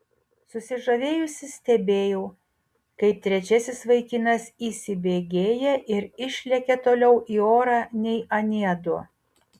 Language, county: Lithuanian, Utena